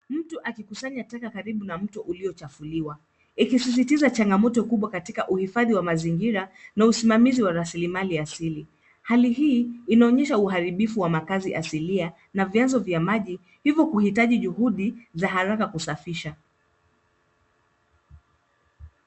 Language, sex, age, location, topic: Swahili, female, 25-35, Nairobi, government